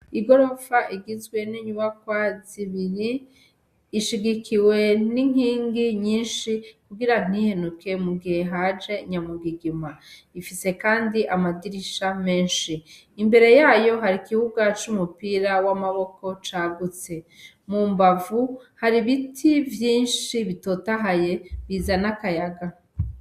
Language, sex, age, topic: Rundi, female, 36-49, education